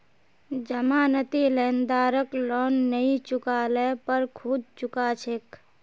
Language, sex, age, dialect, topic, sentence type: Magahi, female, 18-24, Northeastern/Surjapuri, banking, statement